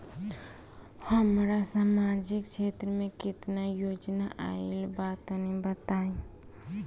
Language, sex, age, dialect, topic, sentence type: Bhojpuri, female, <18, Southern / Standard, banking, question